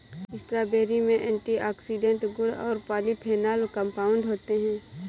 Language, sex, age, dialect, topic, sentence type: Hindi, female, 18-24, Awadhi Bundeli, agriculture, statement